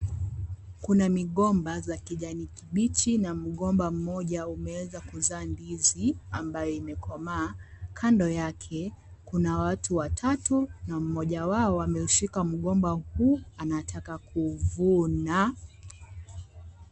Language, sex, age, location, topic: Swahili, female, 18-24, Kisii, agriculture